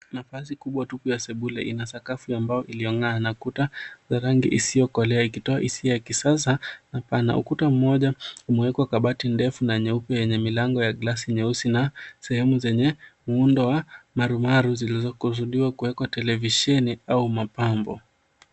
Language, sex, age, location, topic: Swahili, male, 18-24, Nairobi, finance